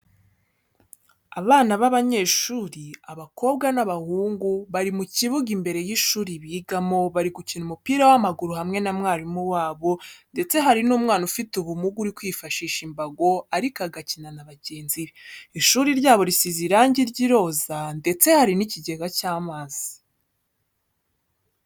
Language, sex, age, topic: Kinyarwanda, female, 18-24, education